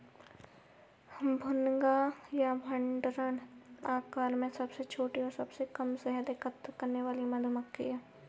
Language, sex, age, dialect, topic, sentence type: Hindi, female, 60-100, Awadhi Bundeli, agriculture, statement